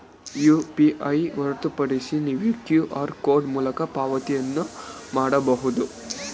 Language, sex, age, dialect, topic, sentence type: Kannada, male, 18-24, Mysore Kannada, banking, statement